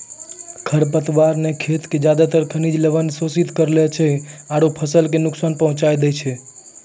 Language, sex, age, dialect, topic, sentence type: Maithili, male, 18-24, Angika, agriculture, statement